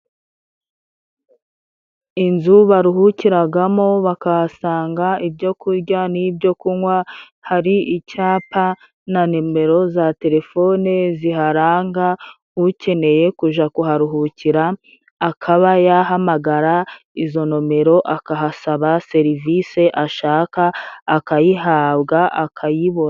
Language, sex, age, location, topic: Kinyarwanda, female, 25-35, Musanze, finance